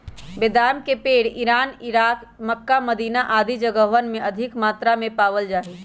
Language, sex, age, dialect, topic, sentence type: Magahi, male, 18-24, Western, agriculture, statement